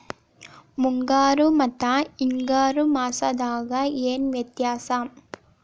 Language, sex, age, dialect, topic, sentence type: Kannada, female, 18-24, Dharwad Kannada, agriculture, question